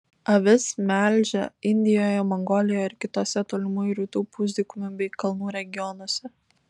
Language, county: Lithuanian, Vilnius